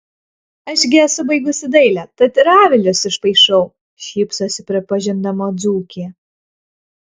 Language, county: Lithuanian, Kaunas